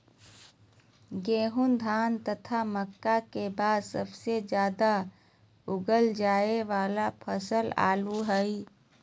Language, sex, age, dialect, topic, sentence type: Magahi, female, 31-35, Southern, agriculture, statement